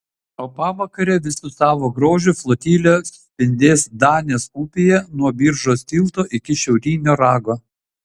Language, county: Lithuanian, Utena